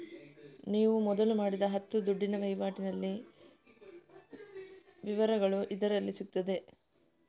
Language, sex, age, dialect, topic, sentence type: Kannada, female, 41-45, Coastal/Dakshin, banking, statement